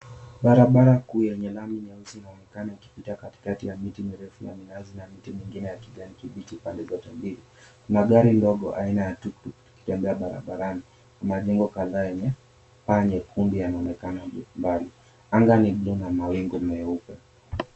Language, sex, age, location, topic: Swahili, male, 18-24, Mombasa, government